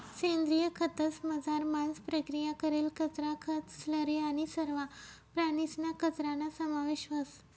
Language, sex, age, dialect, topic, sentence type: Marathi, male, 18-24, Northern Konkan, agriculture, statement